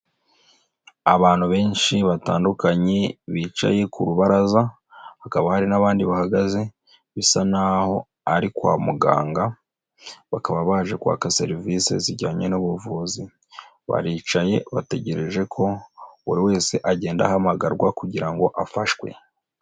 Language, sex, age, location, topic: Kinyarwanda, male, 25-35, Nyagatare, health